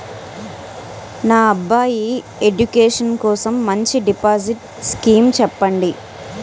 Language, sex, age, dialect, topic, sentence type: Telugu, female, 36-40, Utterandhra, banking, question